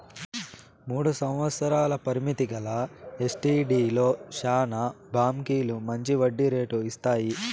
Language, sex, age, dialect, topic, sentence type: Telugu, male, 18-24, Southern, banking, statement